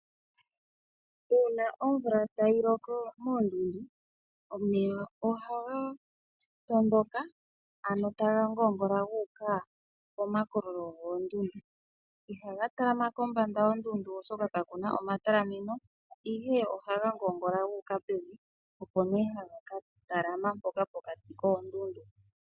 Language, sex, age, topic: Oshiwambo, female, 25-35, agriculture